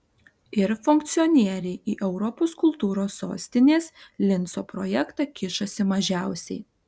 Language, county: Lithuanian, Alytus